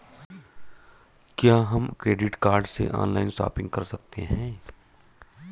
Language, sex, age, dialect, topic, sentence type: Hindi, male, 36-40, Awadhi Bundeli, banking, question